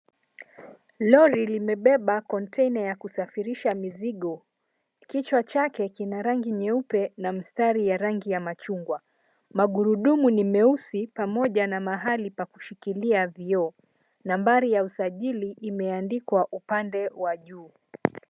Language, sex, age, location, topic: Swahili, female, 25-35, Mombasa, government